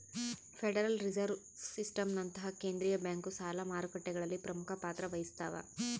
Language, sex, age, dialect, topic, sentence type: Kannada, female, 25-30, Central, banking, statement